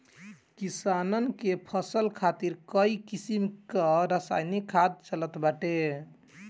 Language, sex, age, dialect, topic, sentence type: Bhojpuri, male, 18-24, Northern, agriculture, statement